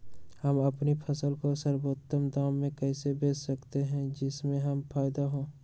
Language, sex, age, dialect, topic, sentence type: Magahi, male, 18-24, Western, agriculture, question